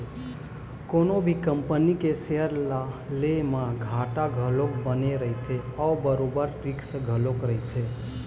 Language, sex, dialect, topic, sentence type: Chhattisgarhi, male, Eastern, banking, statement